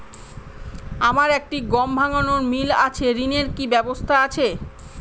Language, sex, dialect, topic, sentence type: Bengali, female, Northern/Varendri, banking, question